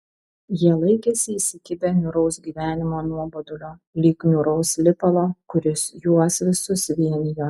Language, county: Lithuanian, Vilnius